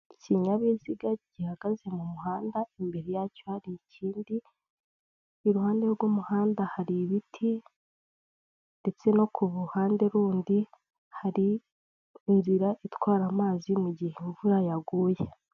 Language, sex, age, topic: Kinyarwanda, female, 25-35, government